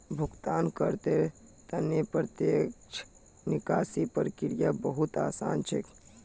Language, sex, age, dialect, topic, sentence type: Magahi, male, 18-24, Northeastern/Surjapuri, banking, statement